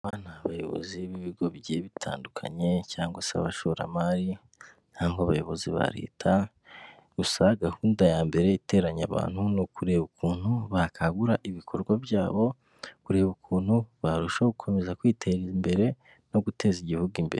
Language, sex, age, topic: Kinyarwanda, female, 18-24, government